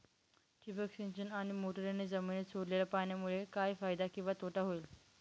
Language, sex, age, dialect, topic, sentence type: Marathi, female, 18-24, Northern Konkan, agriculture, question